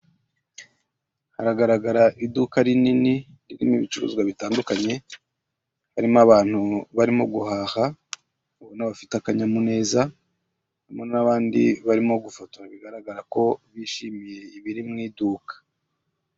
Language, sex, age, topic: Kinyarwanda, male, 36-49, finance